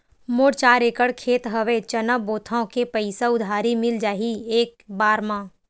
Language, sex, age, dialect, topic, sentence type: Chhattisgarhi, female, 18-24, Western/Budati/Khatahi, banking, question